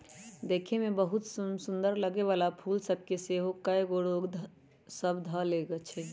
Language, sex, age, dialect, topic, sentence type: Magahi, female, 25-30, Western, agriculture, statement